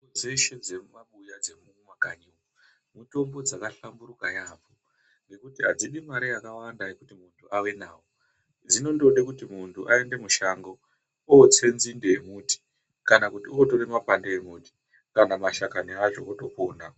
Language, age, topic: Ndau, 36-49, health